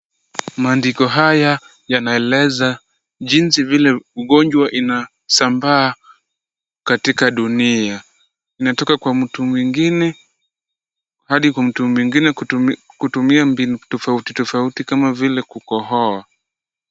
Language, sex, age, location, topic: Swahili, male, 25-35, Kisumu, education